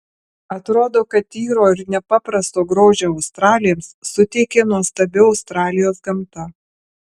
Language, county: Lithuanian, Alytus